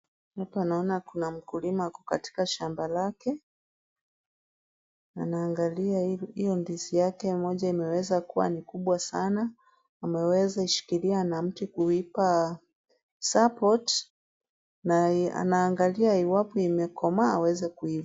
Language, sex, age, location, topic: Swahili, female, 36-49, Kisumu, agriculture